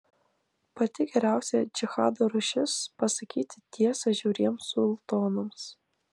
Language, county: Lithuanian, Klaipėda